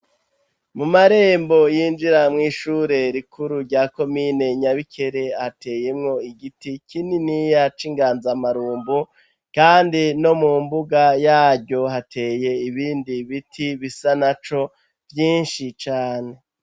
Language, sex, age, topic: Rundi, male, 36-49, education